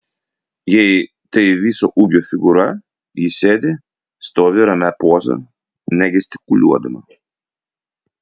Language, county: Lithuanian, Vilnius